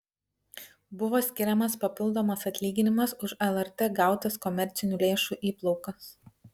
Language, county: Lithuanian, Vilnius